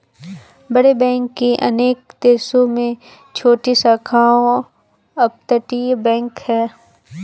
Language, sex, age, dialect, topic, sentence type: Hindi, female, 18-24, Kanauji Braj Bhasha, banking, statement